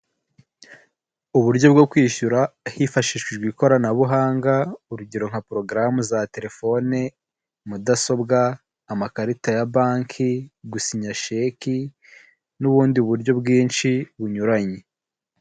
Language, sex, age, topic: Kinyarwanda, male, 18-24, finance